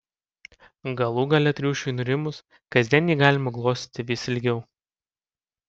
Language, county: Lithuanian, Panevėžys